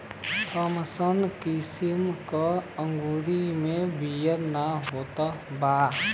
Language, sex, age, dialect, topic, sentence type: Bhojpuri, male, 18-24, Western, agriculture, statement